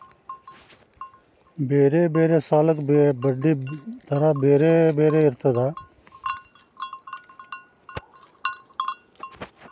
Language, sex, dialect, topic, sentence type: Kannada, male, Dharwad Kannada, banking, question